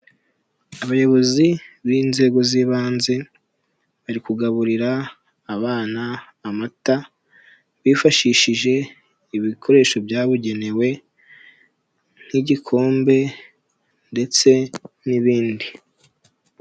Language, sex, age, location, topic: Kinyarwanda, male, 18-24, Huye, health